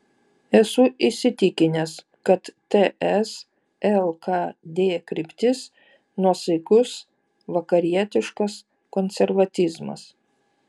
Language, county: Lithuanian, Vilnius